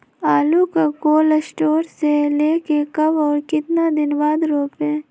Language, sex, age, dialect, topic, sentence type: Magahi, female, 18-24, Western, agriculture, question